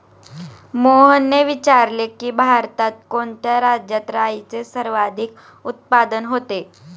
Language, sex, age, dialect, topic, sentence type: Marathi, male, 41-45, Standard Marathi, agriculture, statement